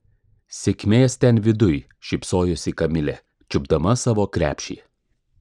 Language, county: Lithuanian, Klaipėda